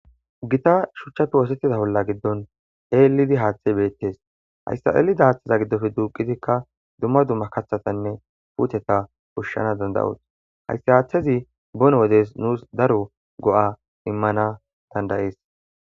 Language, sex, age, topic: Gamo, male, 25-35, agriculture